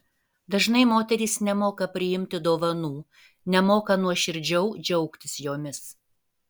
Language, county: Lithuanian, Vilnius